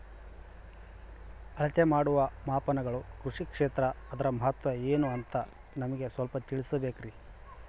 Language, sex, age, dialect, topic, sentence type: Kannada, male, 25-30, Central, agriculture, question